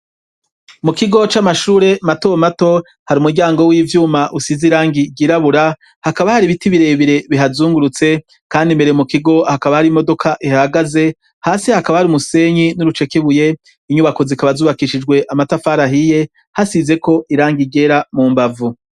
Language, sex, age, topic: Rundi, female, 25-35, education